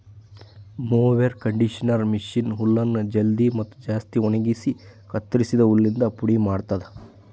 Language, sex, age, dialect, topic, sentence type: Kannada, male, 25-30, Northeastern, agriculture, statement